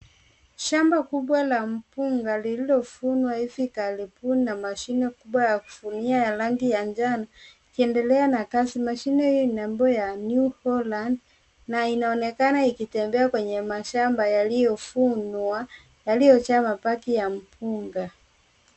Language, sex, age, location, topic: Swahili, male, 18-24, Nairobi, agriculture